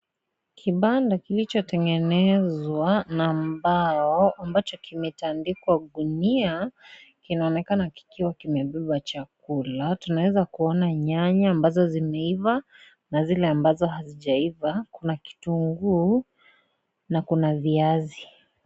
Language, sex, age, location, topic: Swahili, male, 25-35, Kisii, finance